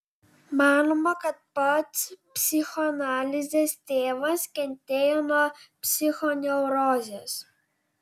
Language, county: Lithuanian, Vilnius